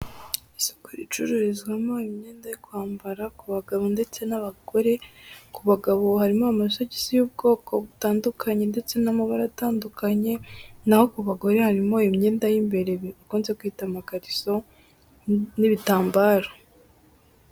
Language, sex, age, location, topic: Kinyarwanda, female, 18-24, Musanze, finance